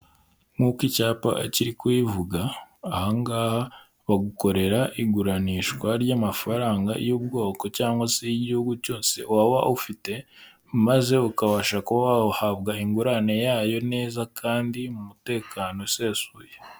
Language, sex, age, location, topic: Kinyarwanda, male, 18-24, Kigali, finance